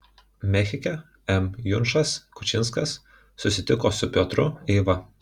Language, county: Lithuanian, Kaunas